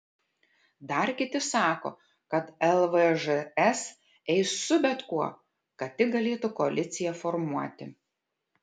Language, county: Lithuanian, Kaunas